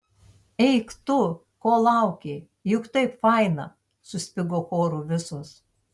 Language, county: Lithuanian, Tauragė